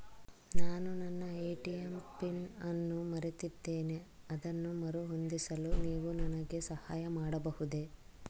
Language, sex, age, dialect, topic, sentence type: Kannada, female, 36-40, Mysore Kannada, banking, question